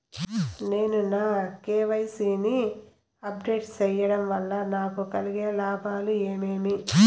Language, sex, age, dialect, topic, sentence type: Telugu, female, 36-40, Southern, banking, question